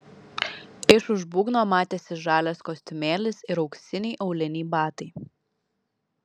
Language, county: Lithuanian, Vilnius